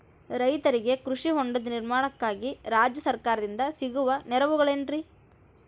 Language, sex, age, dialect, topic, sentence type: Kannada, female, 18-24, Dharwad Kannada, agriculture, question